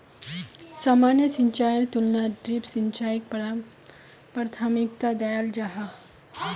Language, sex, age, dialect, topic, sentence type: Magahi, female, 18-24, Northeastern/Surjapuri, agriculture, statement